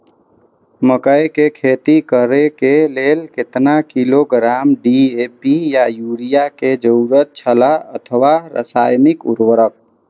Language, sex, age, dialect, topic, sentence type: Maithili, male, 18-24, Eastern / Thethi, agriculture, question